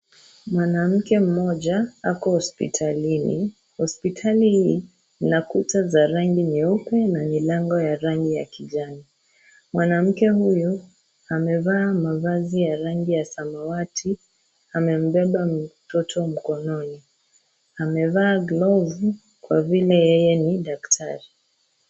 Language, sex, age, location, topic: Swahili, female, 18-24, Kisii, health